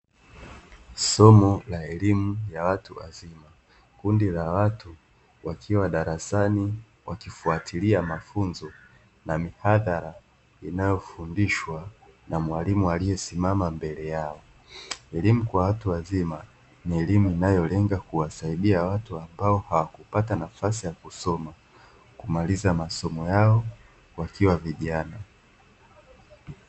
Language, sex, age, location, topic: Swahili, male, 18-24, Dar es Salaam, education